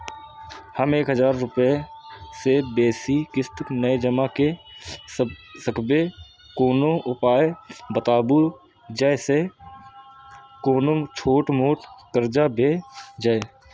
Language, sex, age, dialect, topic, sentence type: Maithili, male, 18-24, Eastern / Thethi, banking, question